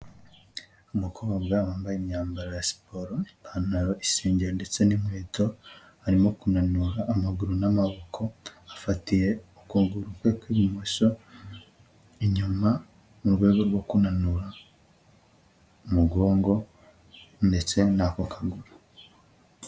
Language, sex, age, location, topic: Kinyarwanda, male, 25-35, Huye, health